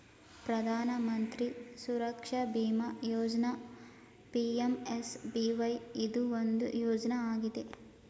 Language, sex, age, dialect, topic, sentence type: Kannada, female, 18-24, Mysore Kannada, banking, statement